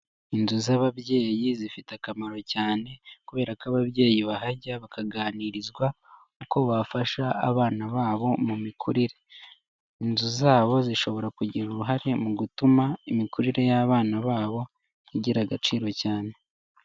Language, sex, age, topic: Kinyarwanda, male, 18-24, health